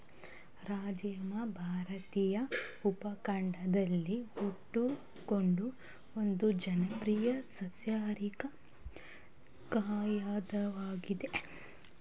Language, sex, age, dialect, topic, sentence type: Kannada, female, 18-24, Mysore Kannada, agriculture, statement